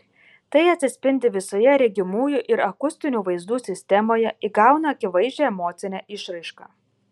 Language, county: Lithuanian, Kaunas